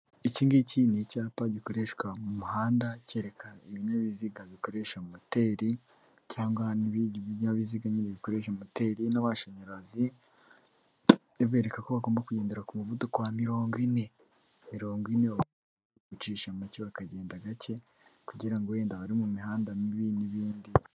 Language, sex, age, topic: Kinyarwanda, male, 18-24, government